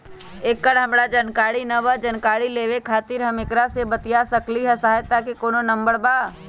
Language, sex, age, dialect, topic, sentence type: Magahi, male, 31-35, Western, banking, question